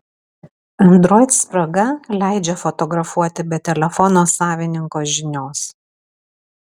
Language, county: Lithuanian, Alytus